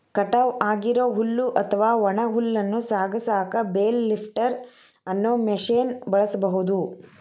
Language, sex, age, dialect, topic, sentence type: Kannada, female, 31-35, Dharwad Kannada, agriculture, statement